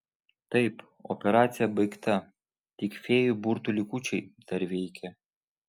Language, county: Lithuanian, Vilnius